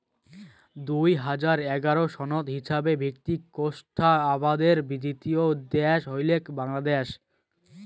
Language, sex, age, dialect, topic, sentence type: Bengali, male, 18-24, Rajbangshi, agriculture, statement